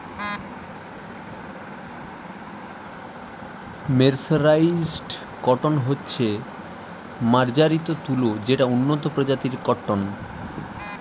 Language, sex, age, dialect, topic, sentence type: Bengali, male, 18-24, Western, agriculture, statement